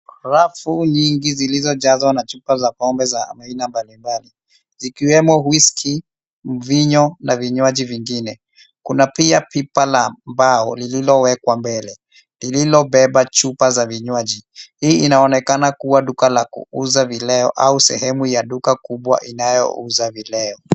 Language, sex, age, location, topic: Swahili, male, 25-35, Nairobi, finance